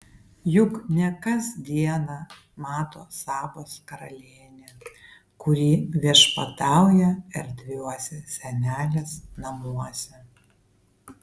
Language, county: Lithuanian, Vilnius